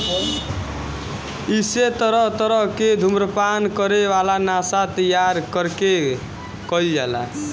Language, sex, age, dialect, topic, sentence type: Bhojpuri, male, <18, Northern, agriculture, statement